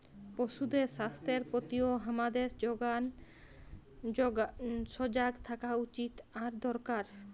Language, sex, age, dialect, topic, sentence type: Bengali, female, 25-30, Jharkhandi, agriculture, statement